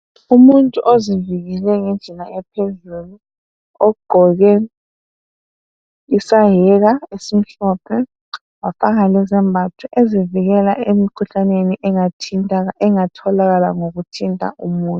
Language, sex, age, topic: North Ndebele, female, 18-24, health